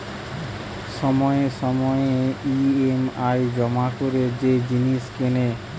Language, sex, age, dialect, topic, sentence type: Bengali, male, 46-50, Western, banking, statement